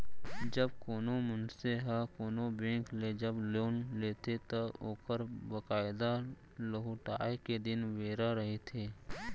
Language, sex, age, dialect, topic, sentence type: Chhattisgarhi, male, 56-60, Central, banking, statement